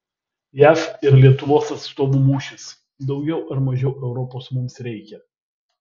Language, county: Lithuanian, Vilnius